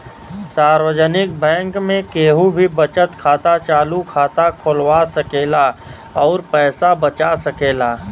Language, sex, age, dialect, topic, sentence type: Bhojpuri, male, 25-30, Western, banking, statement